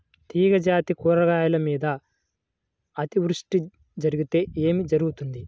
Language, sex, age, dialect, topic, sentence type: Telugu, male, 18-24, Central/Coastal, agriculture, question